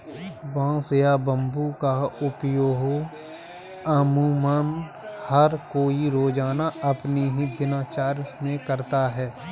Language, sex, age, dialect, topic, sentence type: Hindi, male, 31-35, Kanauji Braj Bhasha, agriculture, statement